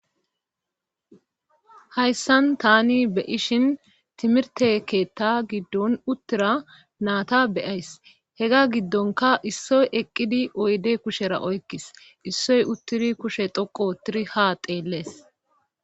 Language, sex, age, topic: Gamo, female, 25-35, government